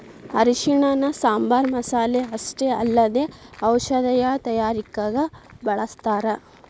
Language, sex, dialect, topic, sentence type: Kannada, female, Dharwad Kannada, agriculture, statement